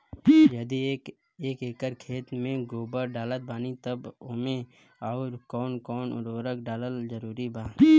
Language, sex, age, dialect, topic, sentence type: Bhojpuri, male, 18-24, Southern / Standard, agriculture, question